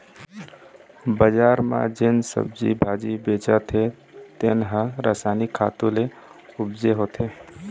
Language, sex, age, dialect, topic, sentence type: Chhattisgarhi, male, 25-30, Eastern, agriculture, statement